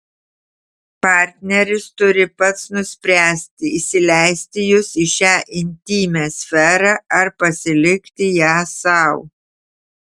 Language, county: Lithuanian, Tauragė